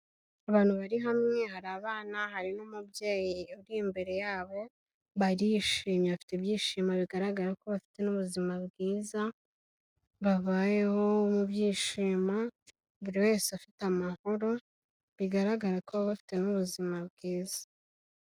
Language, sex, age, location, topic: Kinyarwanda, female, 18-24, Kigali, health